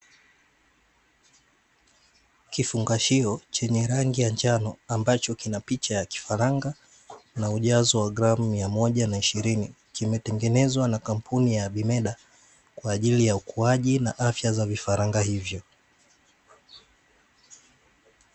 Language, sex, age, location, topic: Swahili, male, 18-24, Dar es Salaam, agriculture